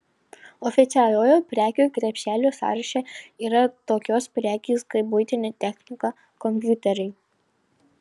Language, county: Lithuanian, Panevėžys